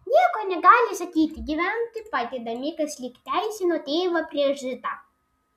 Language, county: Lithuanian, Vilnius